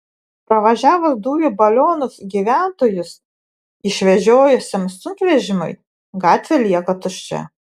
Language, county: Lithuanian, Vilnius